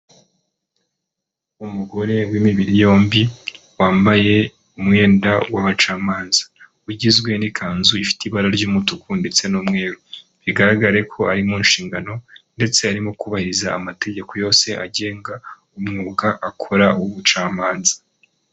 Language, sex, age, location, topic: Kinyarwanda, male, 25-35, Kigali, government